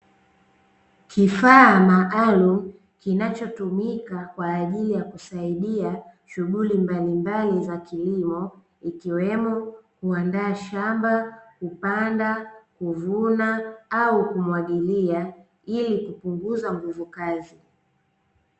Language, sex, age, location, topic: Swahili, female, 18-24, Dar es Salaam, agriculture